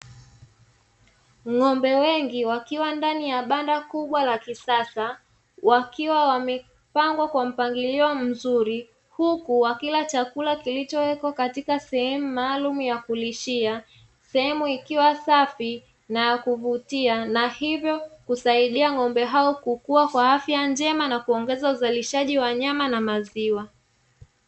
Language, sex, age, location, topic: Swahili, female, 25-35, Dar es Salaam, agriculture